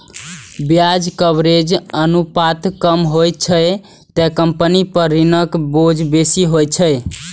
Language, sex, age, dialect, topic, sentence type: Maithili, male, 18-24, Eastern / Thethi, banking, statement